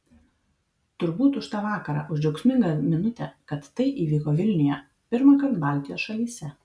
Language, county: Lithuanian, Vilnius